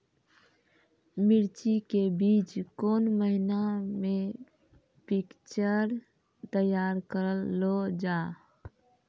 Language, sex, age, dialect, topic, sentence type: Maithili, female, 25-30, Angika, agriculture, question